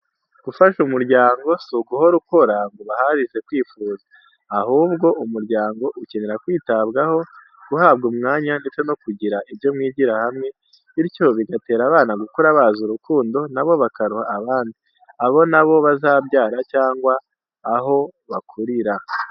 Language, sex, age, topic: Kinyarwanda, male, 18-24, education